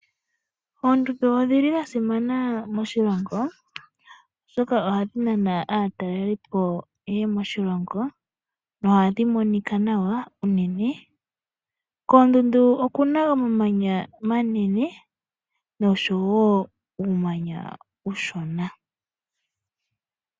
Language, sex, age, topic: Oshiwambo, female, 25-35, agriculture